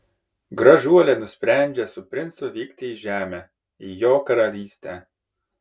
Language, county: Lithuanian, Kaunas